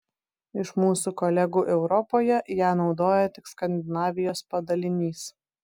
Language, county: Lithuanian, Vilnius